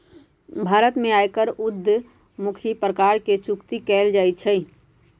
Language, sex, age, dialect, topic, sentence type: Magahi, female, 46-50, Western, banking, statement